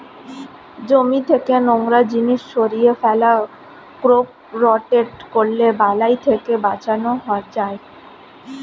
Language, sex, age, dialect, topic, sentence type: Bengali, female, 25-30, Standard Colloquial, agriculture, statement